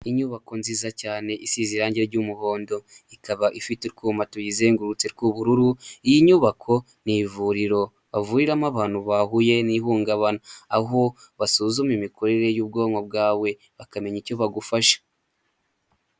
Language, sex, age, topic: Kinyarwanda, male, 18-24, health